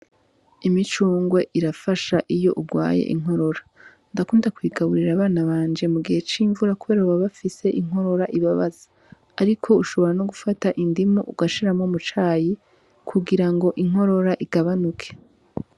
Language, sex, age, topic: Rundi, female, 18-24, agriculture